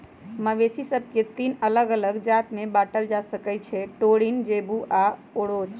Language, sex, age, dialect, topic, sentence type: Magahi, female, 56-60, Western, agriculture, statement